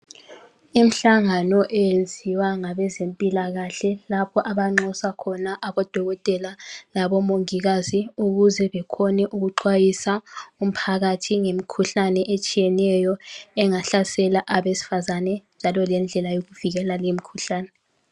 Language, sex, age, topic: North Ndebele, female, 18-24, health